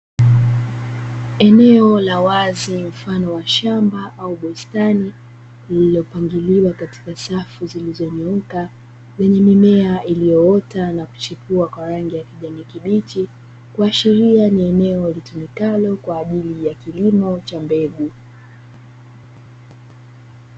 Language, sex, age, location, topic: Swahili, female, 25-35, Dar es Salaam, agriculture